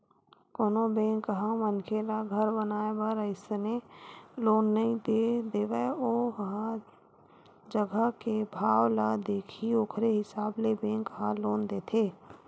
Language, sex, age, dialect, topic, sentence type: Chhattisgarhi, female, 18-24, Western/Budati/Khatahi, banking, statement